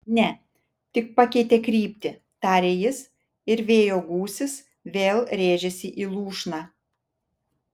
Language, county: Lithuanian, Vilnius